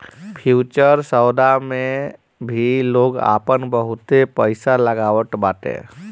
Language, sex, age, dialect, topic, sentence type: Bhojpuri, male, 31-35, Northern, banking, statement